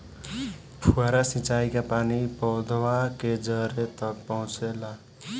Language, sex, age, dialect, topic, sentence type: Bhojpuri, male, 18-24, Northern, agriculture, question